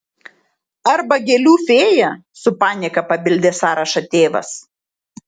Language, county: Lithuanian, Šiauliai